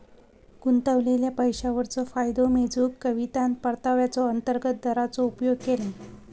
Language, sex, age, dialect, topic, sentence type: Marathi, female, 18-24, Southern Konkan, banking, statement